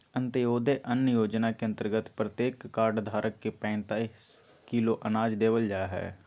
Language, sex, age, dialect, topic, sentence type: Magahi, male, 18-24, Western, agriculture, statement